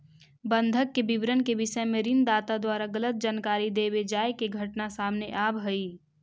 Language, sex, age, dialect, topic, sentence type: Magahi, female, 18-24, Central/Standard, banking, statement